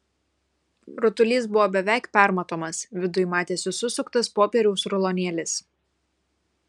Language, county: Lithuanian, Kaunas